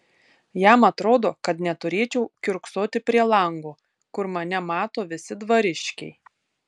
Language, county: Lithuanian, Tauragė